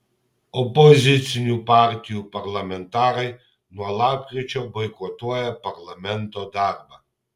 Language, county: Lithuanian, Kaunas